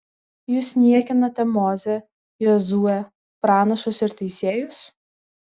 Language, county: Lithuanian, Vilnius